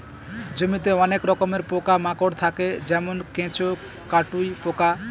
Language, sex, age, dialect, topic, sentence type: Bengali, male, 18-24, Northern/Varendri, agriculture, statement